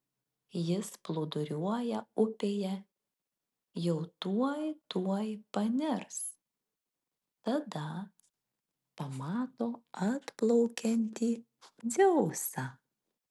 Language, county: Lithuanian, Marijampolė